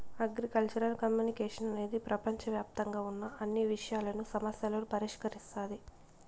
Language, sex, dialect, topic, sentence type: Telugu, female, Southern, agriculture, statement